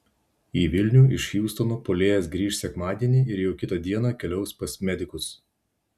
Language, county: Lithuanian, Vilnius